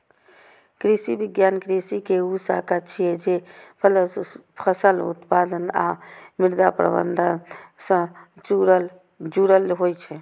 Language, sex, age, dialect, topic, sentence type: Maithili, female, 25-30, Eastern / Thethi, agriculture, statement